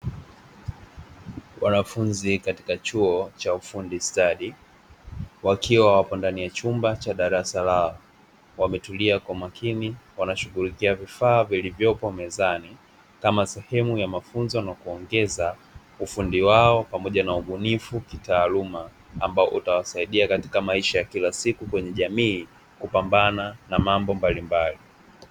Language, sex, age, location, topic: Swahili, male, 25-35, Dar es Salaam, education